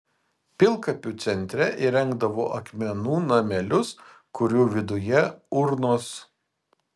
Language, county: Lithuanian, Vilnius